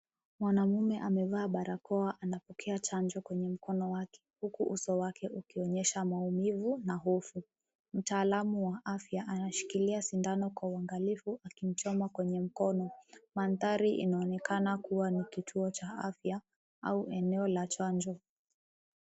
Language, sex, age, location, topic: Swahili, female, 18-24, Kisumu, health